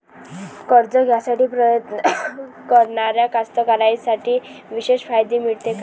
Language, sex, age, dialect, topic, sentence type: Marathi, female, 18-24, Varhadi, agriculture, statement